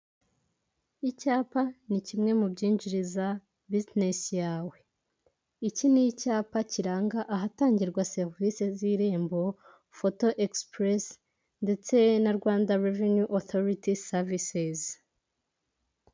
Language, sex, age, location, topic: Kinyarwanda, female, 18-24, Huye, government